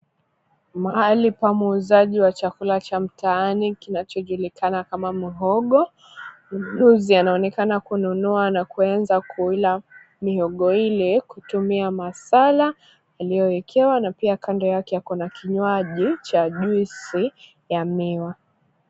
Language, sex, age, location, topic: Swahili, female, 25-35, Mombasa, agriculture